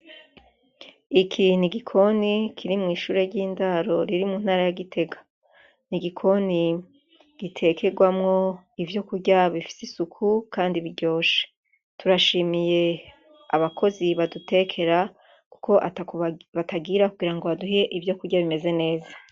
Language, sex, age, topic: Rundi, female, 36-49, education